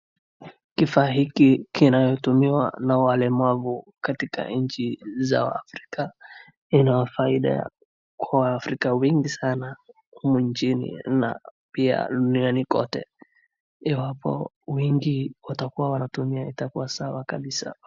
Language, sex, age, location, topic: Swahili, male, 18-24, Wajir, education